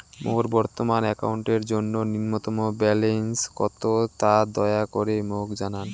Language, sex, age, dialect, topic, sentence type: Bengali, male, 18-24, Rajbangshi, banking, statement